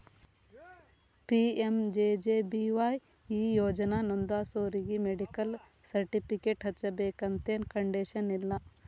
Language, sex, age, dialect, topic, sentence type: Kannada, female, 36-40, Dharwad Kannada, banking, statement